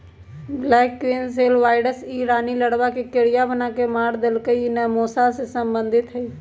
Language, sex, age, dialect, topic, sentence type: Magahi, male, 18-24, Western, agriculture, statement